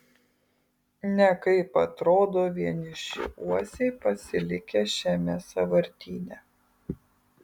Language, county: Lithuanian, Kaunas